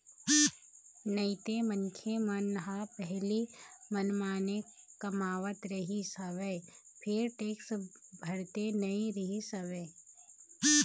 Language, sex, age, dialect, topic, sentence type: Chhattisgarhi, female, 25-30, Eastern, banking, statement